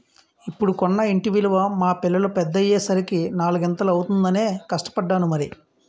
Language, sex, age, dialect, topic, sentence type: Telugu, male, 31-35, Utterandhra, banking, statement